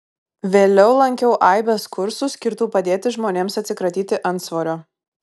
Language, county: Lithuanian, Kaunas